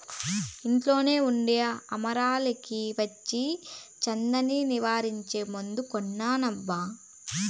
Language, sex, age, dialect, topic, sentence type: Telugu, female, 25-30, Southern, agriculture, statement